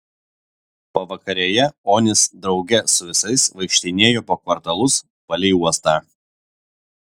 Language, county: Lithuanian, Vilnius